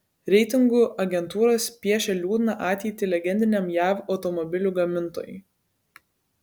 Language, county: Lithuanian, Kaunas